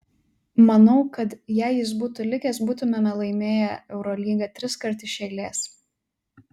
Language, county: Lithuanian, Telšiai